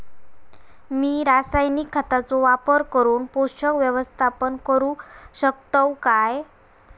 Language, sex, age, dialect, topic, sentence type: Marathi, female, 18-24, Southern Konkan, agriculture, question